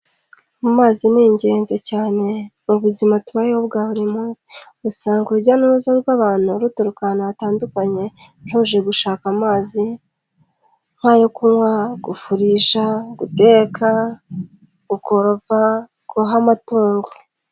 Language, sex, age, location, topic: Kinyarwanda, female, 25-35, Kigali, health